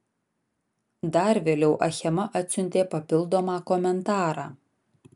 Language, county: Lithuanian, Vilnius